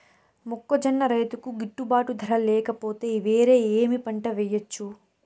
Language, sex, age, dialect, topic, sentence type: Telugu, female, 56-60, Southern, agriculture, question